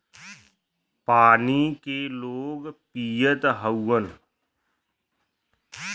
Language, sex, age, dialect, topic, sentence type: Bhojpuri, male, 31-35, Western, agriculture, statement